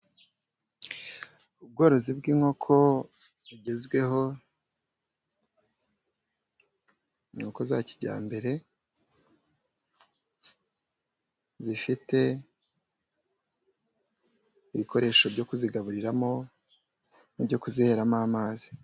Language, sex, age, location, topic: Kinyarwanda, male, 25-35, Musanze, agriculture